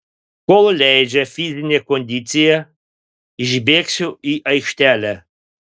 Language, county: Lithuanian, Panevėžys